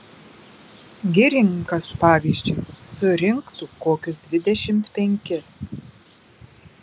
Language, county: Lithuanian, Marijampolė